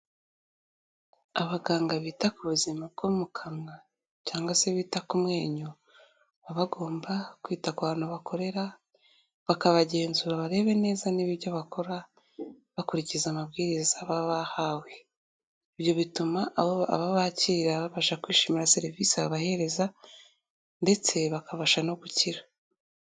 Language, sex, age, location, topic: Kinyarwanda, female, 18-24, Kigali, health